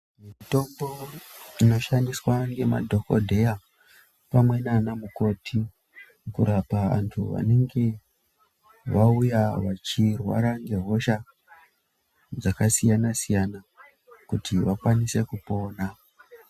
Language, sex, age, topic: Ndau, female, 18-24, health